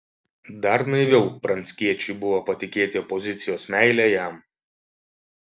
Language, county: Lithuanian, Šiauliai